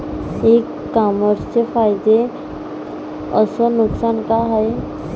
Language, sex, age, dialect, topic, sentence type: Marathi, female, 18-24, Varhadi, agriculture, question